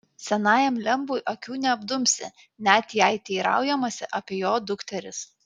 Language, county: Lithuanian, Kaunas